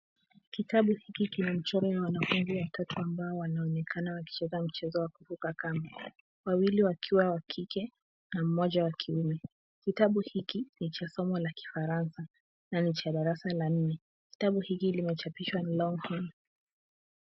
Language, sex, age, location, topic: Swahili, female, 18-24, Kisumu, education